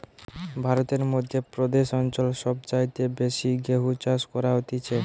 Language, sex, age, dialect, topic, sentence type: Bengali, male, <18, Western, agriculture, statement